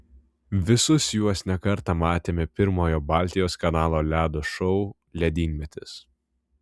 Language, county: Lithuanian, Vilnius